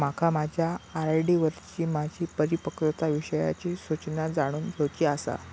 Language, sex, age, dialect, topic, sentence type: Marathi, male, 18-24, Southern Konkan, banking, statement